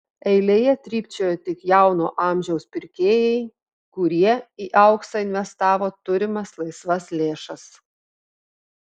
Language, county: Lithuanian, Telšiai